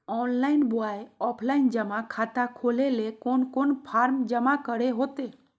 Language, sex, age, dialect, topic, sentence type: Magahi, female, 41-45, Southern, banking, question